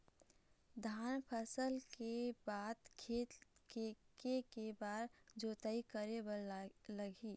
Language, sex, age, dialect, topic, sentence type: Chhattisgarhi, female, 46-50, Eastern, agriculture, question